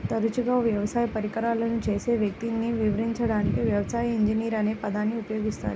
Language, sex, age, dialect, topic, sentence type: Telugu, female, 25-30, Central/Coastal, agriculture, statement